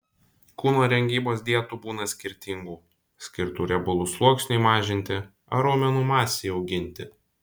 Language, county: Lithuanian, Vilnius